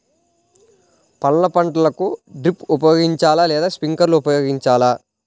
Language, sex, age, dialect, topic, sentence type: Telugu, male, 18-24, Central/Coastal, agriculture, question